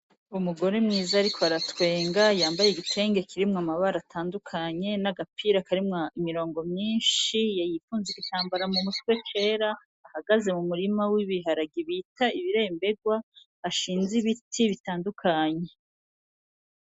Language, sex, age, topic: Rundi, female, 36-49, agriculture